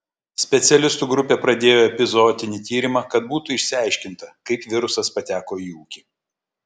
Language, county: Lithuanian, Kaunas